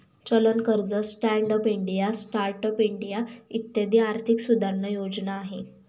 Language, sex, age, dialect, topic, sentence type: Marathi, female, 18-24, Northern Konkan, banking, statement